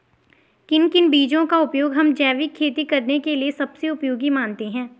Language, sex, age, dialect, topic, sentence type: Hindi, female, 18-24, Garhwali, agriculture, question